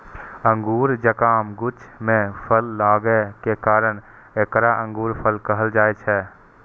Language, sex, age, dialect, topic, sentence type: Maithili, male, 18-24, Eastern / Thethi, agriculture, statement